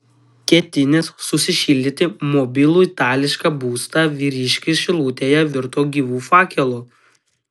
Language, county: Lithuanian, Utena